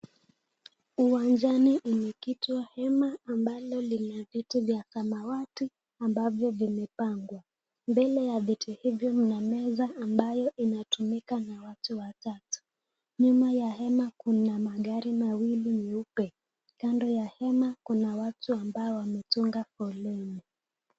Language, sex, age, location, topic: Swahili, female, 18-24, Nakuru, government